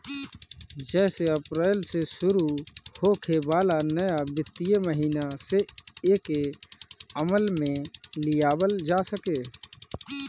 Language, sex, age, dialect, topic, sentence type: Bhojpuri, male, 31-35, Northern, banking, statement